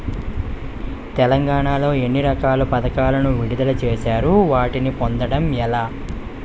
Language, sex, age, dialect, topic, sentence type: Telugu, male, 25-30, Utterandhra, agriculture, question